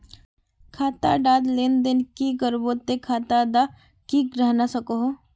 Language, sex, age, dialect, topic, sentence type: Magahi, female, 36-40, Northeastern/Surjapuri, banking, question